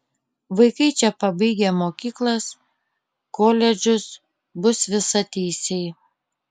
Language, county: Lithuanian, Panevėžys